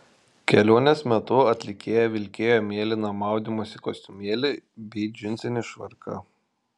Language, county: Lithuanian, Šiauliai